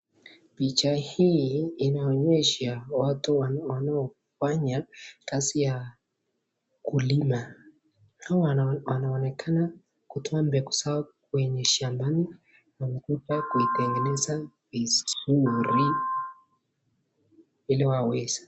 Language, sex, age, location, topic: Swahili, male, 18-24, Nakuru, agriculture